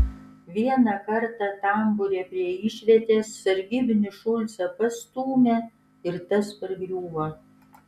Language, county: Lithuanian, Kaunas